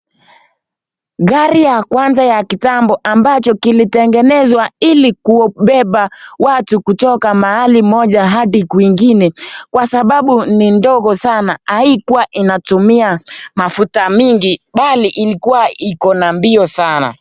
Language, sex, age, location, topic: Swahili, male, 18-24, Nakuru, finance